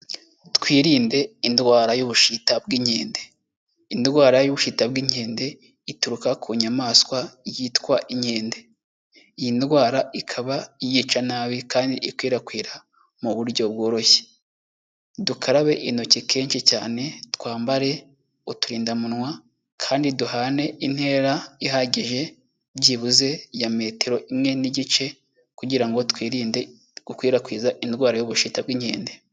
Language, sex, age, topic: Kinyarwanda, male, 18-24, health